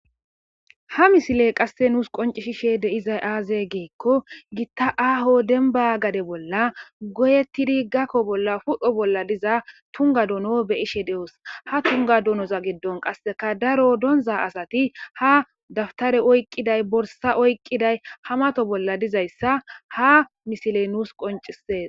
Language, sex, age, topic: Gamo, female, 18-24, agriculture